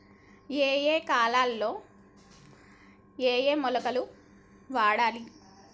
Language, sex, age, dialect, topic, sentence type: Telugu, female, 25-30, Telangana, agriculture, question